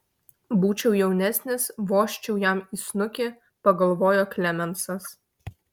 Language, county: Lithuanian, Vilnius